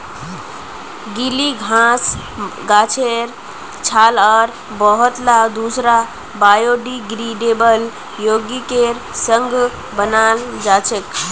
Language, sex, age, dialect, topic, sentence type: Magahi, female, 18-24, Northeastern/Surjapuri, agriculture, statement